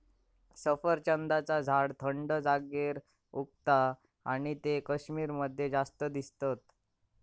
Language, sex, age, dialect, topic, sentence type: Marathi, male, 18-24, Southern Konkan, agriculture, statement